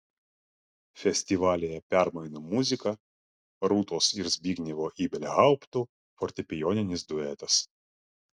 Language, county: Lithuanian, Klaipėda